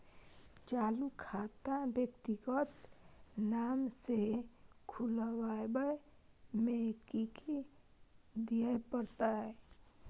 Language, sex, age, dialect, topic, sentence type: Maithili, female, 18-24, Bajjika, banking, question